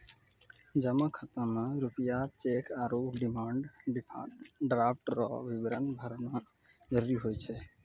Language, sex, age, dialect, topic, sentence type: Maithili, male, 18-24, Angika, banking, statement